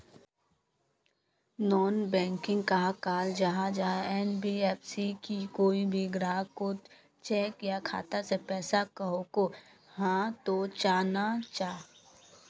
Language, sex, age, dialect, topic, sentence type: Magahi, female, 18-24, Northeastern/Surjapuri, banking, question